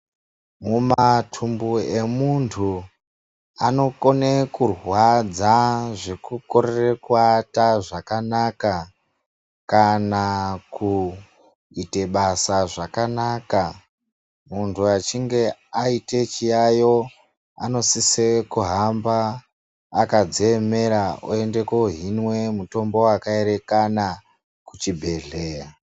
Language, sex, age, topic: Ndau, female, 25-35, health